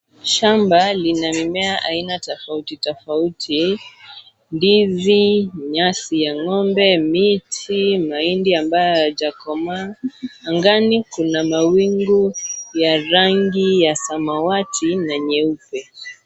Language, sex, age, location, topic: Swahili, female, 18-24, Kisii, agriculture